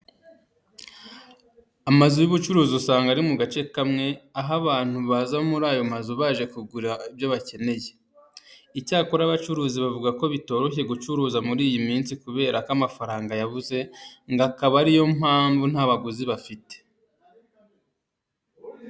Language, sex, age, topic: Kinyarwanda, male, 25-35, education